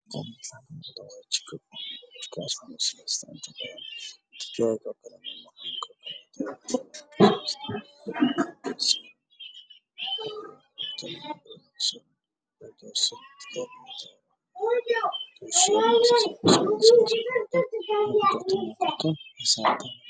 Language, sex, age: Somali, male, 25-35